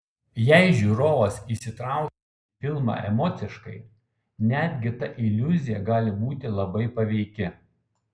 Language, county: Lithuanian, Kaunas